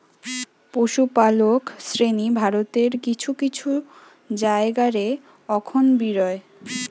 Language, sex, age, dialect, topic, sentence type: Bengali, female, 18-24, Western, agriculture, statement